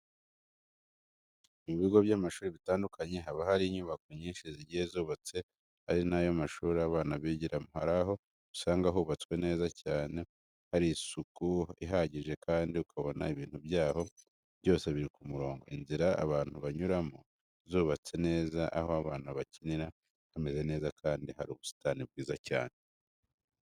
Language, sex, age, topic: Kinyarwanda, male, 25-35, education